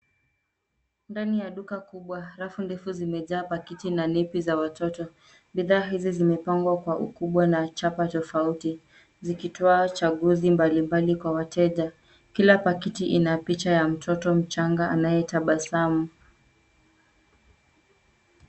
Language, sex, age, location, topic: Swahili, female, 18-24, Nairobi, finance